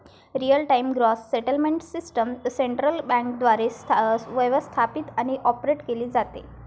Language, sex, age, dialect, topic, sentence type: Marathi, female, 18-24, Varhadi, banking, statement